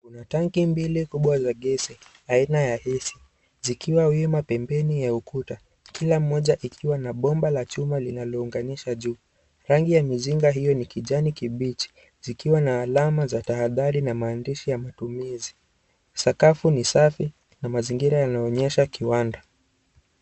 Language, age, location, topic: Swahili, 18-24, Kisii, education